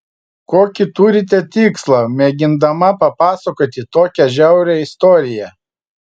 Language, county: Lithuanian, Vilnius